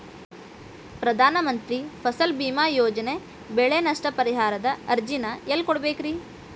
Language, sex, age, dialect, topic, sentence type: Kannada, female, 18-24, Dharwad Kannada, banking, question